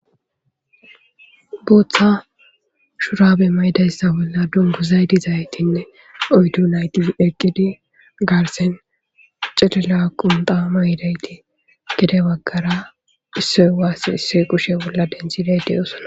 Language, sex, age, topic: Gamo, female, 25-35, government